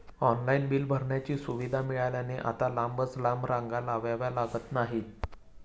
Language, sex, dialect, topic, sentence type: Marathi, male, Standard Marathi, banking, statement